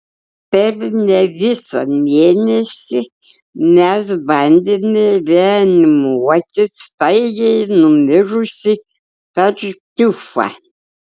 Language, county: Lithuanian, Klaipėda